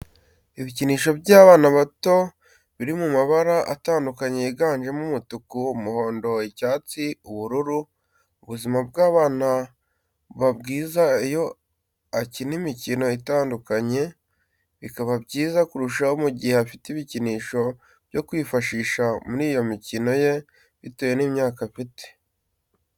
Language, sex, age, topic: Kinyarwanda, male, 18-24, education